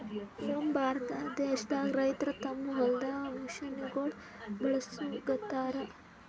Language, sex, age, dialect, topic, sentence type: Kannada, female, 18-24, Northeastern, agriculture, statement